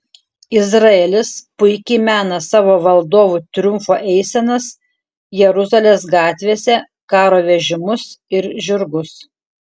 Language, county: Lithuanian, Šiauliai